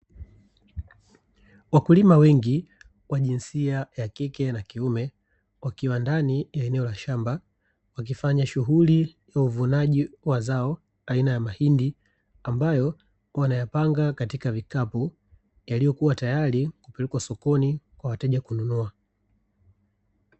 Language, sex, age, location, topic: Swahili, male, 36-49, Dar es Salaam, agriculture